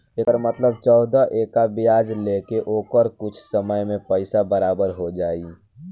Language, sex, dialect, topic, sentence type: Bhojpuri, male, Southern / Standard, banking, statement